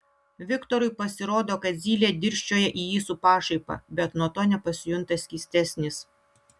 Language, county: Lithuanian, Utena